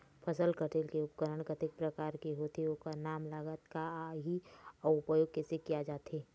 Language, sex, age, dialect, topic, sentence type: Chhattisgarhi, female, 46-50, Eastern, agriculture, question